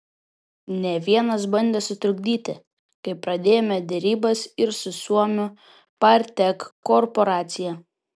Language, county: Lithuanian, Vilnius